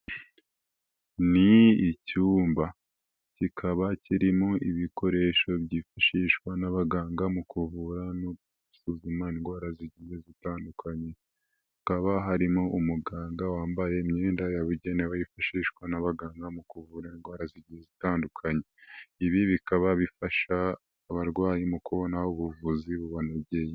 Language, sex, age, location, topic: Kinyarwanda, male, 18-24, Nyagatare, health